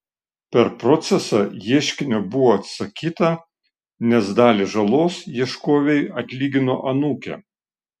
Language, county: Lithuanian, Šiauliai